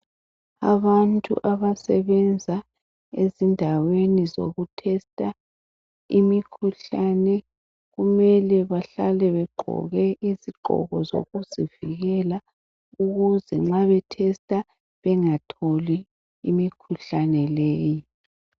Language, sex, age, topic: North Ndebele, male, 50+, health